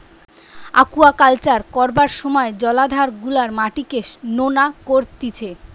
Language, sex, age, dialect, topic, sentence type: Bengali, female, 18-24, Western, agriculture, statement